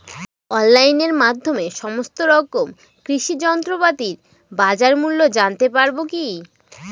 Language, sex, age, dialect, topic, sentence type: Bengali, female, 18-24, Northern/Varendri, agriculture, question